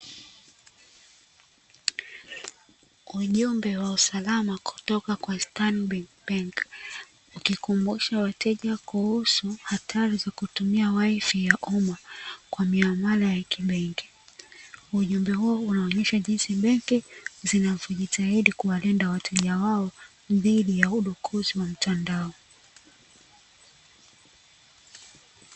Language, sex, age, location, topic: Swahili, female, 25-35, Dar es Salaam, finance